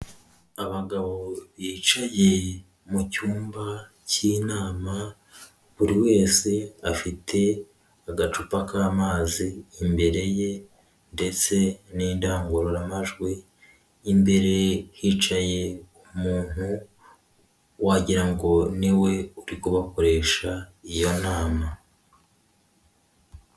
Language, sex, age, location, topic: Kinyarwanda, male, 18-24, Kigali, government